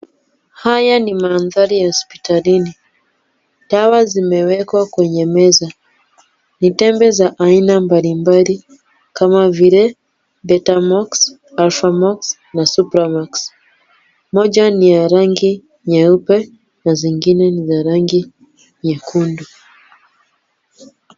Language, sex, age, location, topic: Swahili, female, 25-35, Kisumu, health